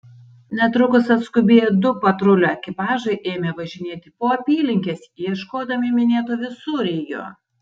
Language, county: Lithuanian, Tauragė